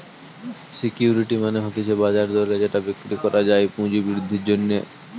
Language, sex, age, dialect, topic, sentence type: Bengali, male, 18-24, Western, banking, statement